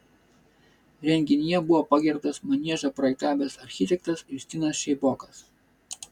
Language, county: Lithuanian, Vilnius